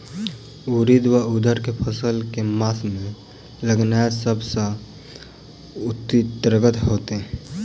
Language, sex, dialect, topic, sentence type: Maithili, male, Southern/Standard, agriculture, question